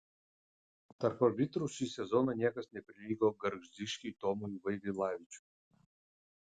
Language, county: Lithuanian, Utena